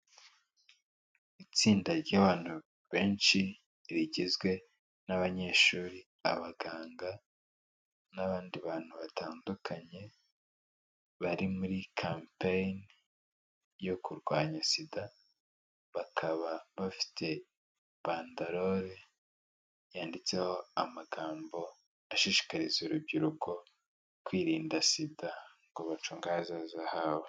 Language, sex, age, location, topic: Kinyarwanda, male, 18-24, Huye, health